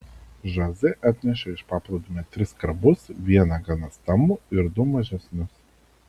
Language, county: Lithuanian, Vilnius